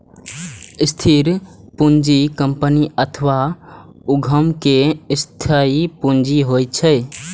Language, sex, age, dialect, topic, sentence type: Maithili, male, 18-24, Eastern / Thethi, banking, statement